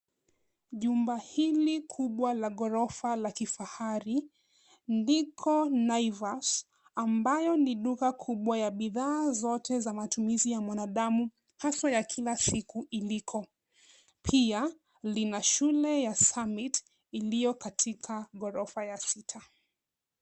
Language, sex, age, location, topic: Swahili, female, 25-35, Nairobi, finance